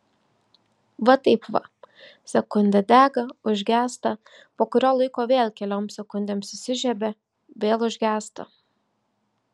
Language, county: Lithuanian, Vilnius